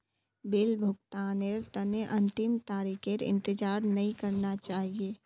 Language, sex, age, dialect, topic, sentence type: Magahi, female, 18-24, Northeastern/Surjapuri, banking, statement